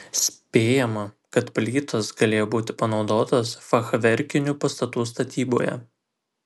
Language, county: Lithuanian, Klaipėda